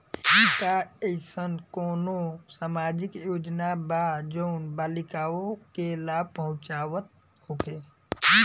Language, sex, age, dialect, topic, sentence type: Bhojpuri, male, 18-24, Southern / Standard, banking, statement